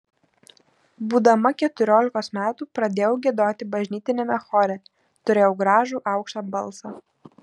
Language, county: Lithuanian, Šiauliai